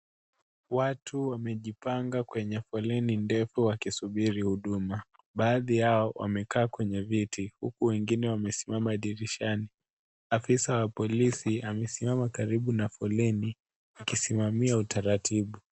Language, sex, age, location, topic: Swahili, male, 18-24, Kisii, government